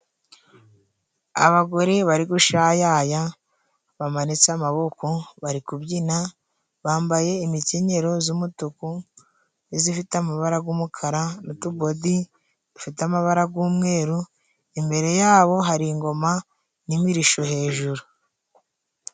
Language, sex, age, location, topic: Kinyarwanda, female, 25-35, Musanze, government